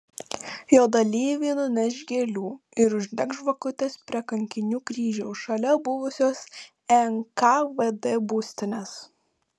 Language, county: Lithuanian, Panevėžys